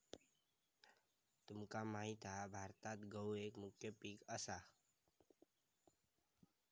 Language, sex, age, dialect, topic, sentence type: Marathi, male, 18-24, Southern Konkan, agriculture, statement